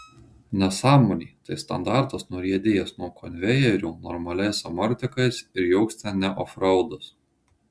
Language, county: Lithuanian, Marijampolė